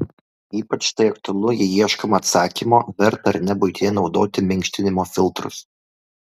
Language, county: Lithuanian, Kaunas